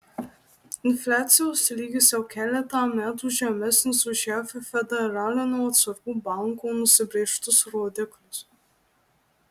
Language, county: Lithuanian, Marijampolė